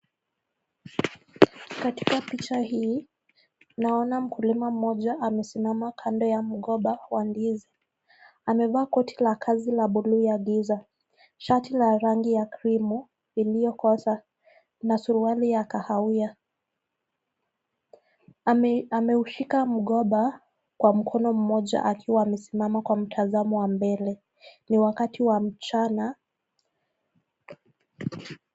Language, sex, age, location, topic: Swahili, female, 18-24, Nakuru, agriculture